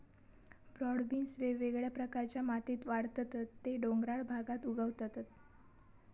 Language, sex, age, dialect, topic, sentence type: Marathi, female, 18-24, Southern Konkan, agriculture, statement